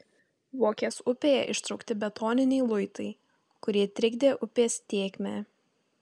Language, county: Lithuanian, Tauragė